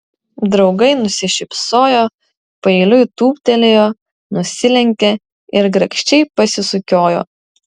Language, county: Lithuanian, Vilnius